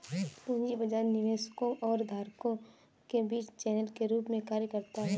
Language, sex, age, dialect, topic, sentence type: Hindi, female, 18-24, Kanauji Braj Bhasha, banking, statement